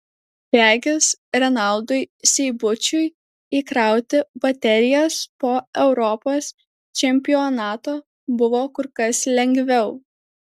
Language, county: Lithuanian, Alytus